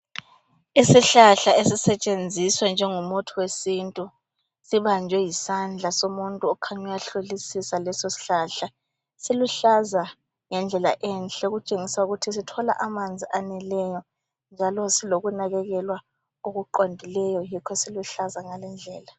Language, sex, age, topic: North Ndebele, female, 25-35, health